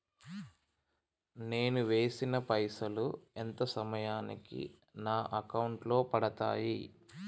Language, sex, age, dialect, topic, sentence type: Telugu, male, 25-30, Telangana, banking, question